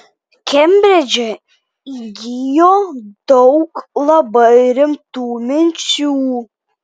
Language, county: Lithuanian, Vilnius